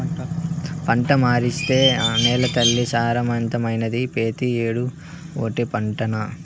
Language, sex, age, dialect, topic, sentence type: Telugu, male, 18-24, Southern, agriculture, statement